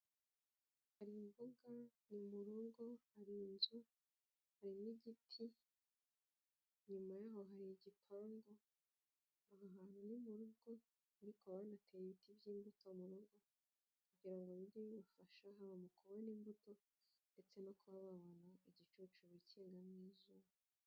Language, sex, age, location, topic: Kinyarwanda, female, 25-35, Nyagatare, agriculture